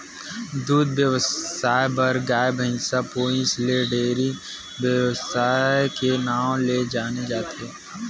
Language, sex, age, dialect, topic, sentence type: Chhattisgarhi, male, 18-24, Western/Budati/Khatahi, agriculture, statement